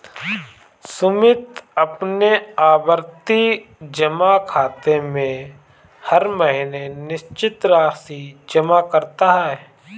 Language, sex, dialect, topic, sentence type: Hindi, male, Marwari Dhudhari, banking, statement